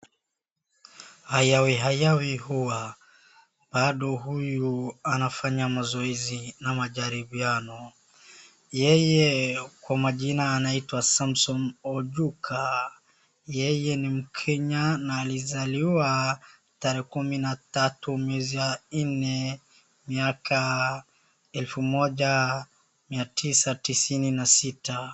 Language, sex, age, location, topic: Swahili, female, 36-49, Wajir, education